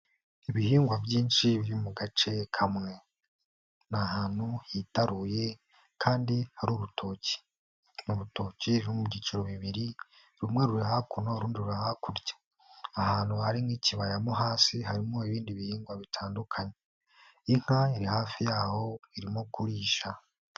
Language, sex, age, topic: Kinyarwanda, male, 18-24, agriculture